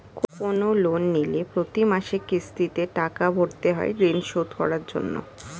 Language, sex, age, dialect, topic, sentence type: Bengali, female, 18-24, Standard Colloquial, banking, statement